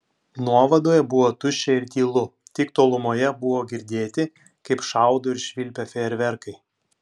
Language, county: Lithuanian, Klaipėda